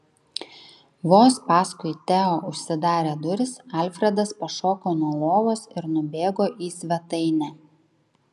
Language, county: Lithuanian, Klaipėda